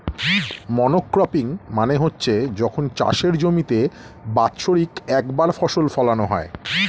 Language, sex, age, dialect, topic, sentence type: Bengali, male, 36-40, Standard Colloquial, agriculture, statement